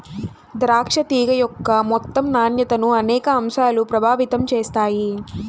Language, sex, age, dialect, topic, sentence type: Telugu, female, 18-24, Central/Coastal, agriculture, statement